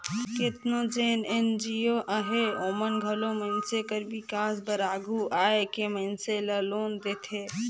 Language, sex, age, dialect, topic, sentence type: Chhattisgarhi, female, 18-24, Northern/Bhandar, banking, statement